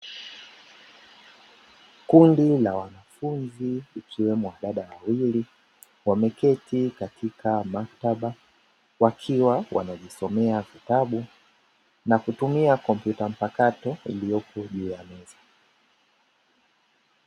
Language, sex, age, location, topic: Swahili, male, 18-24, Dar es Salaam, education